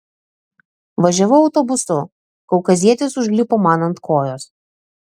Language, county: Lithuanian, Telšiai